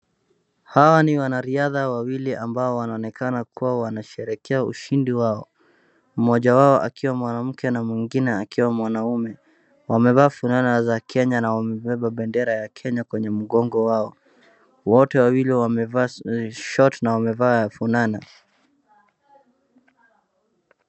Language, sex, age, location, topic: Swahili, male, 36-49, Wajir, education